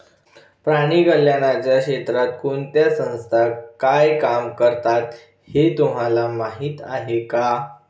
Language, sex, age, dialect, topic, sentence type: Marathi, male, 25-30, Standard Marathi, agriculture, statement